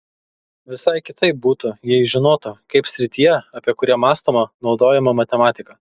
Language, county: Lithuanian, Kaunas